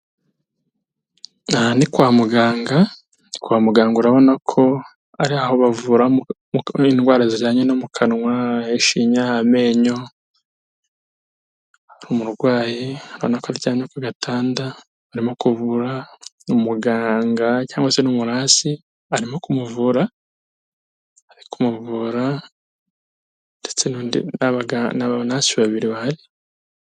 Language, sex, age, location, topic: Kinyarwanda, male, 25-35, Kigali, health